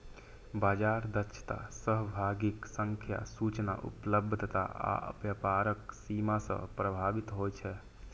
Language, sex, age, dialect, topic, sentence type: Maithili, male, 18-24, Eastern / Thethi, banking, statement